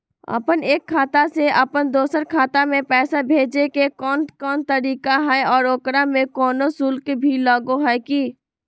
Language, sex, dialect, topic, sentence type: Magahi, female, Southern, banking, question